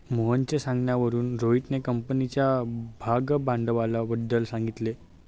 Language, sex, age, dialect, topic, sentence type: Marathi, male, 18-24, Standard Marathi, banking, statement